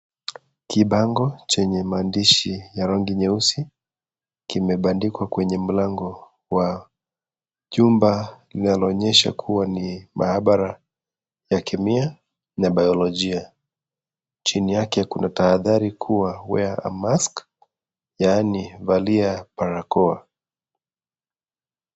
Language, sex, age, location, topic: Swahili, male, 25-35, Kisii, education